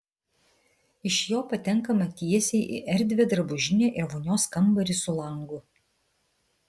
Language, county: Lithuanian, Vilnius